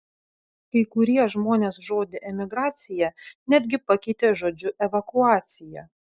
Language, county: Lithuanian, Vilnius